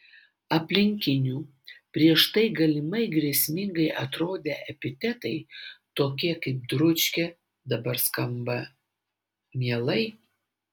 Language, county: Lithuanian, Vilnius